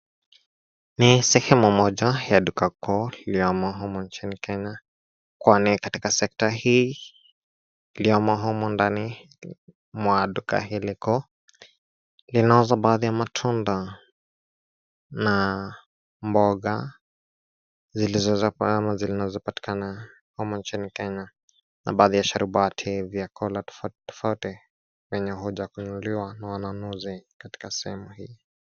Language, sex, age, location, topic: Swahili, male, 25-35, Nairobi, finance